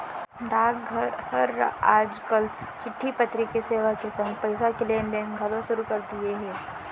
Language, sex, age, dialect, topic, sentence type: Chhattisgarhi, female, 18-24, Central, banking, statement